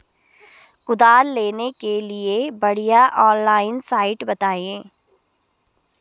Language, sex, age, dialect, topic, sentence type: Hindi, female, 31-35, Garhwali, agriculture, question